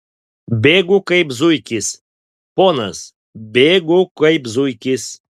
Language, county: Lithuanian, Panevėžys